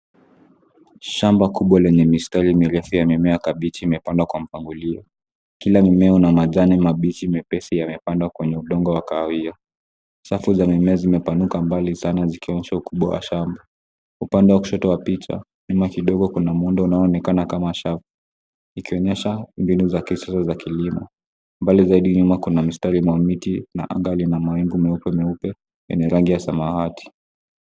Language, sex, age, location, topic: Swahili, male, 18-24, Nairobi, agriculture